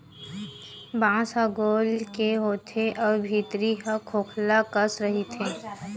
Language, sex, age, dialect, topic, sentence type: Chhattisgarhi, female, 18-24, Western/Budati/Khatahi, agriculture, statement